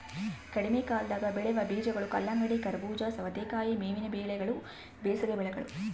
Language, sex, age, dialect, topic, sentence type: Kannada, female, 18-24, Central, agriculture, statement